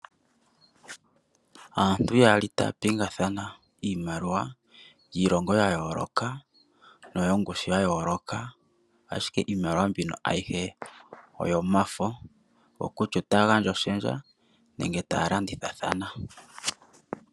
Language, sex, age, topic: Oshiwambo, male, 25-35, finance